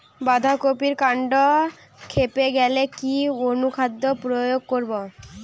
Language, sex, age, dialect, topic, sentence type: Bengali, female, 18-24, Western, agriculture, question